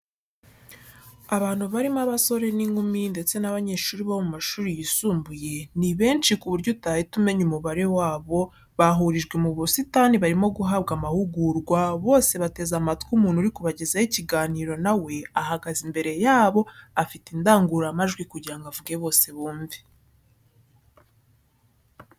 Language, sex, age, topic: Kinyarwanda, female, 18-24, education